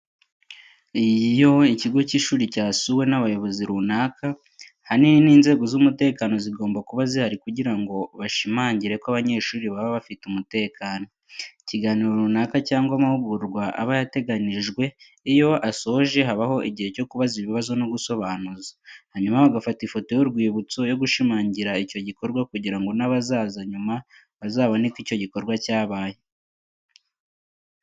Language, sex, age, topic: Kinyarwanda, male, 18-24, education